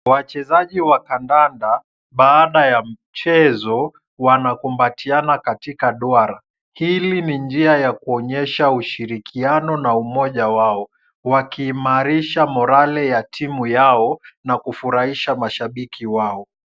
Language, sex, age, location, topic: Swahili, male, 18-24, Kisumu, government